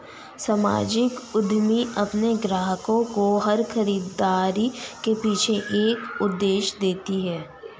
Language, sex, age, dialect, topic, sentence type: Hindi, female, 18-24, Hindustani Malvi Khadi Boli, banking, statement